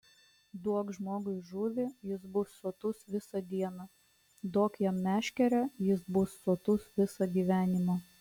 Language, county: Lithuanian, Klaipėda